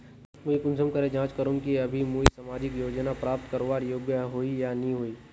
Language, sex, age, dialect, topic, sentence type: Magahi, male, 56-60, Northeastern/Surjapuri, banking, question